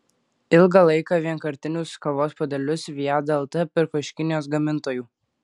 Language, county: Lithuanian, Klaipėda